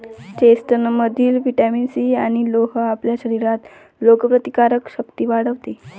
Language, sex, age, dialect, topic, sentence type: Marathi, female, 18-24, Varhadi, agriculture, statement